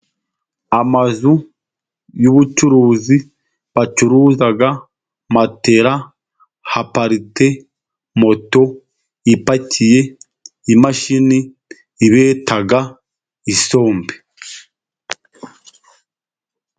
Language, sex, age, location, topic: Kinyarwanda, male, 25-35, Musanze, finance